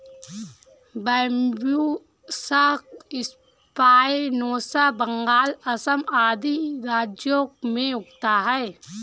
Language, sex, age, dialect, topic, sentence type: Hindi, female, 18-24, Awadhi Bundeli, agriculture, statement